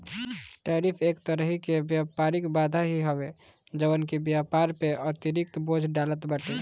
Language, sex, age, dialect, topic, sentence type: Bhojpuri, male, 18-24, Northern, banking, statement